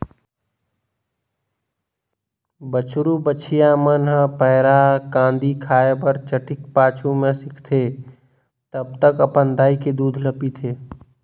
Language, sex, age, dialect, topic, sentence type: Chhattisgarhi, male, 18-24, Northern/Bhandar, agriculture, statement